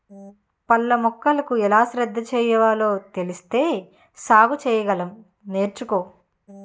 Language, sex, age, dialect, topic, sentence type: Telugu, female, 18-24, Utterandhra, agriculture, statement